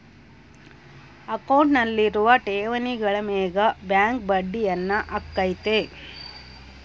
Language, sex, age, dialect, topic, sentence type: Kannada, female, 36-40, Central, banking, statement